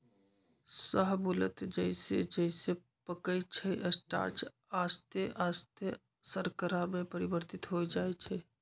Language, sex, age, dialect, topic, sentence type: Magahi, male, 25-30, Western, agriculture, statement